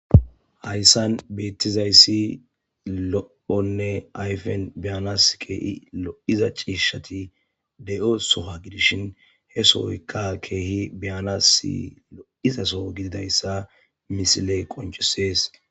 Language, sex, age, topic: Gamo, male, 25-35, government